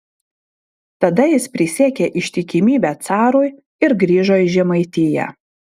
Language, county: Lithuanian, Vilnius